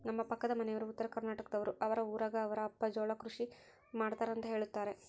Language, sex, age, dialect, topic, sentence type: Kannada, male, 60-100, Central, agriculture, statement